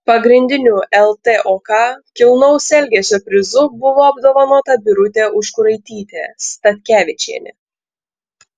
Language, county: Lithuanian, Panevėžys